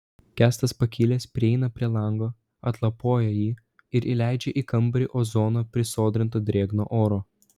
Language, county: Lithuanian, Vilnius